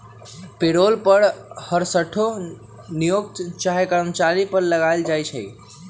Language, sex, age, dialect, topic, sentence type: Magahi, male, 18-24, Western, banking, statement